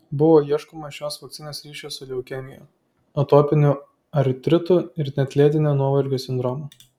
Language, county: Lithuanian, Klaipėda